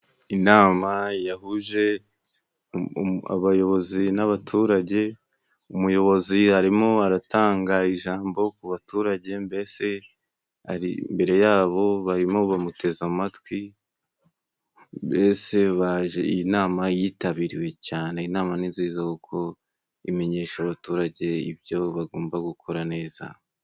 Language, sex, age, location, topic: Kinyarwanda, male, 18-24, Musanze, government